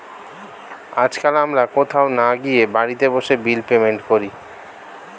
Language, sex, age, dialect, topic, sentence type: Bengali, male, 36-40, Standard Colloquial, banking, statement